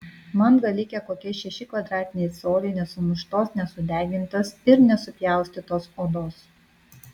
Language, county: Lithuanian, Vilnius